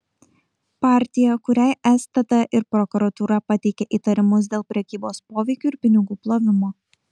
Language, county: Lithuanian, Kaunas